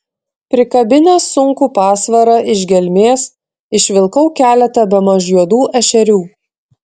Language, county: Lithuanian, Klaipėda